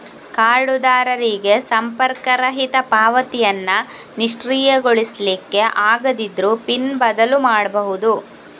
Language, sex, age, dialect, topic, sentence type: Kannada, female, 41-45, Coastal/Dakshin, banking, statement